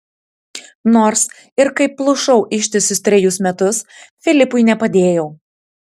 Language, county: Lithuanian, Tauragė